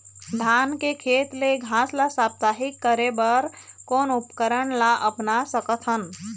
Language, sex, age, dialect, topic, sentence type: Chhattisgarhi, female, 25-30, Eastern, agriculture, question